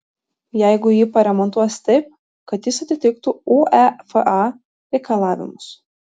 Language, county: Lithuanian, Vilnius